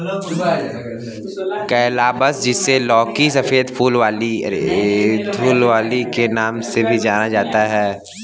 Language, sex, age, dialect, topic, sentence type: Hindi, male, 25-30, Kanauji Braj Bhasha, agriculture, statement